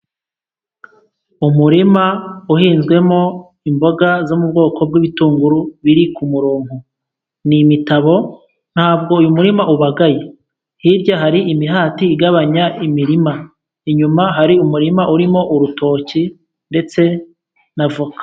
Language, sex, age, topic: Kinyarwanda, male, 25-35, agriculture